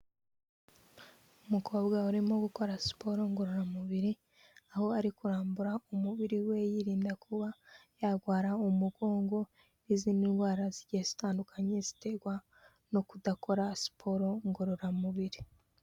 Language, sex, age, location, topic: Kinyarwanda, female, 18-24, Kigali, health